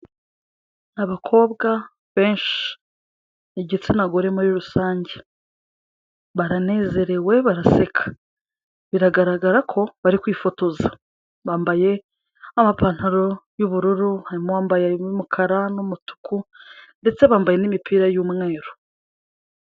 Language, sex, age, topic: Kinyarwanda, female, 25-35, health